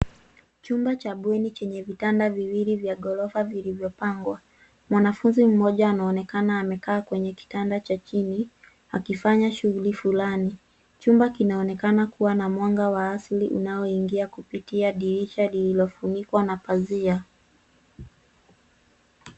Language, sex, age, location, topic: Swahili, female, 18-24, Nairobi, education